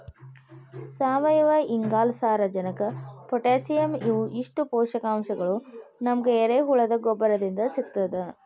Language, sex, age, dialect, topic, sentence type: Kannada, female, 41-45, Dharwad Kannada, agriculture, statement